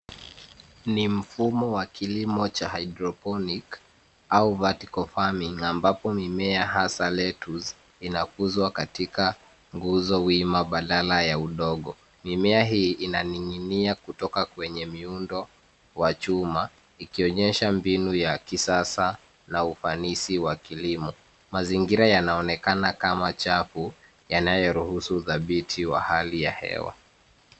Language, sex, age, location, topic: Swahili, male, 25-35, Nairobi, agriculture